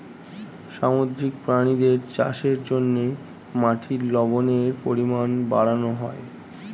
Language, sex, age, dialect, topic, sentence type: Bengali, male, 18-24, Standard Colloquial, agriculture, statement